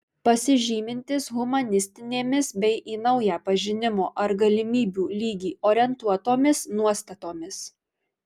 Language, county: Lithuanian, Marijampolė